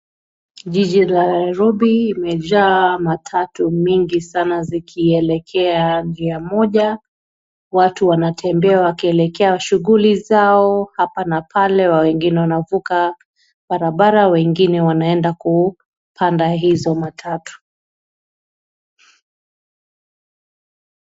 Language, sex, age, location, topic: Swahili, female, 36-49, Nairobi, government